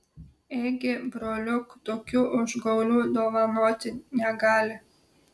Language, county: Lithuanian, Telšiai